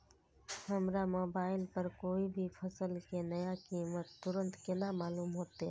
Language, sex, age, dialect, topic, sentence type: Maithili, female, 18-24, Eastern / Thethi, agriculture, question